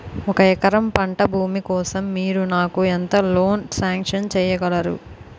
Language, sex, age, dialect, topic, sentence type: Telugu, female, 18-24, Utterandhra, banking, question